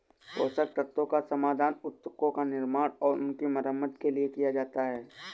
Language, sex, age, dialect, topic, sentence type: Hindi, male, 18-24, Awadhi Bundeli, agriculture, statement